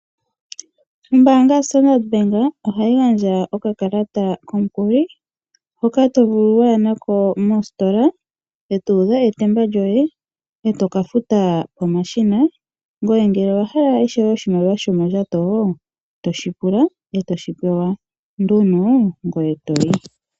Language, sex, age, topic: Oshiwambo, female, 25-35, finance